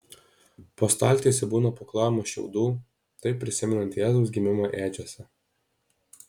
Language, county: Lithuanian, Alytus